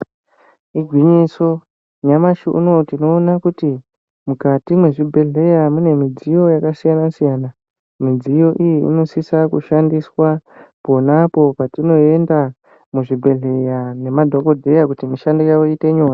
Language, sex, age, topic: Ndau, male, 25-35, health